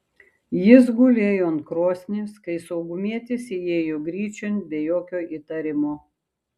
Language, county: Lithuanian, Šiauliai